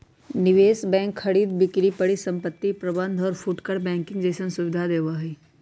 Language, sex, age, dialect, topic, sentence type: Magahi, female, 31-35, Western, banking, statement